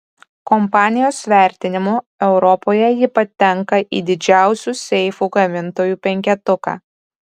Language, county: Lithuanian, Kaunas